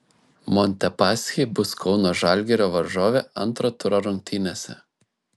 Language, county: Lithuanian, Šiauliai